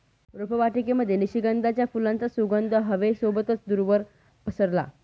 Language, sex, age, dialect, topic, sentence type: Marathi, female, 31-35, Northern Konkan, agriculture, statement